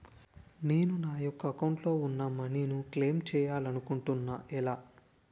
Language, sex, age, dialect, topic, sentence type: Telugu, male, 18-24, Utterandhra, banking, question